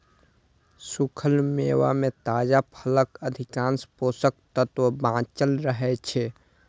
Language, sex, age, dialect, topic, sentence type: Maithili, male, 18-24, Eastern / Thethi, agriculture, statement